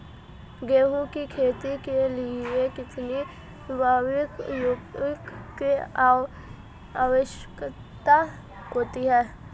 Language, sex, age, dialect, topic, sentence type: Hindi, female, 18-24, Marwari Dhudhari, agriculture, question